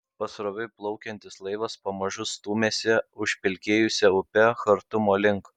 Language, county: Lithuanian, Kaunas